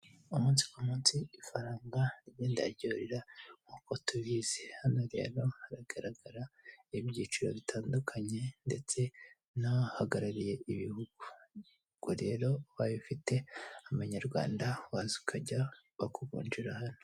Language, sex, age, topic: Kinyarwanda, female, 18-24, finance